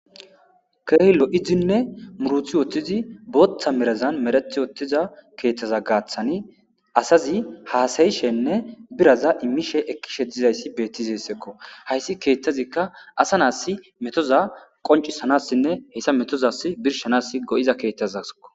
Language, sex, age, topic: Gamo, male, 25-35, government